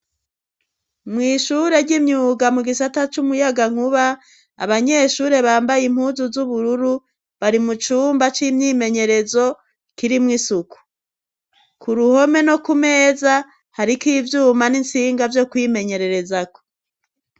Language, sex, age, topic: Rundi, female, 36-49, education